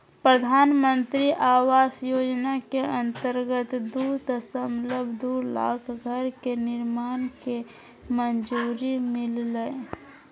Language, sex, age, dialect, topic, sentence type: Magahi, female, 31-35, Southern, banking, statement